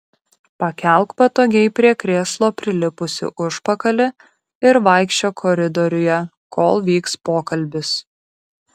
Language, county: Lithuanian, Kaunas